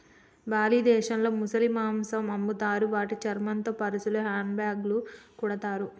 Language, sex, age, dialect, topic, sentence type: Telugu, female, 36-40, Telangana, agriculture, statement